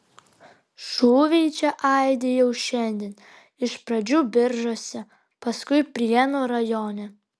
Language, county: Lithuanian, Vilnius